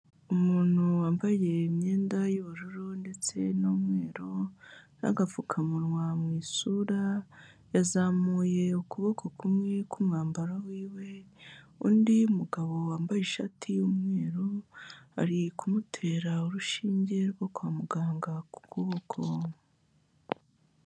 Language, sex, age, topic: Kinyarwanda, female, 18-24, health